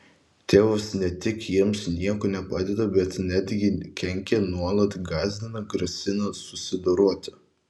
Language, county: Lithuanian, Vilnius